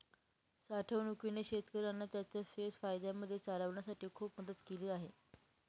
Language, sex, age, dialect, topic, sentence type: Marathi, female, 18-24, Northern Konkan, agriculture, statement